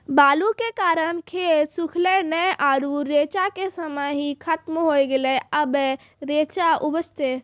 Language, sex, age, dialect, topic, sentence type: Maithili, female, 36-40, Angika, agriculture, question